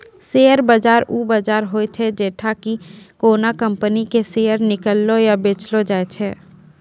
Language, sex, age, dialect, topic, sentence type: Maithili, female, 18-24, Angika, banking, statement